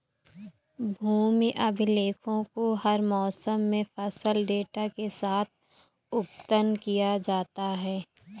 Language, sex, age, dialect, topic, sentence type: Hindi, female, 18-24, Awadhi Bundeli, agriculture, statement